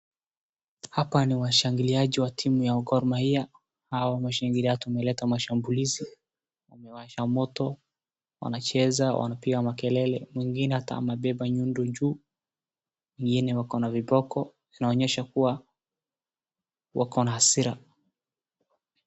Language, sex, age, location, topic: Swahili, male, 18-24, Wajir, government